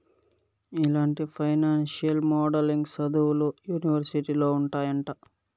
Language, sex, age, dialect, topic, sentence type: Telugu, male, 18-24, Southern, banking, statement